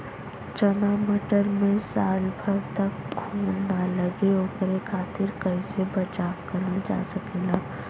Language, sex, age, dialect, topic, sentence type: Bhojpuri, male, 25-30, Western, agriculture, question